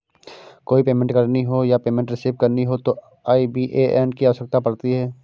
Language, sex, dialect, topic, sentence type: Hindi, male, Kanauji Braj Bhasha, banking, statement